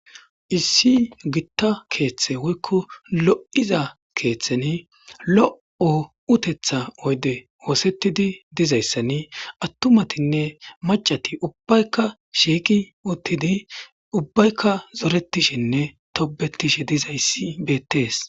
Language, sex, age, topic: Gamo, male, 18-24, government